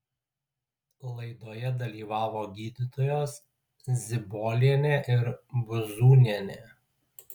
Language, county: Lithuanian, Utena